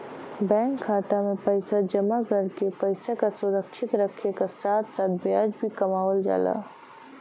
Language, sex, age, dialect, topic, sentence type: Bhojpuri, female, 25-30, Western, banking, statement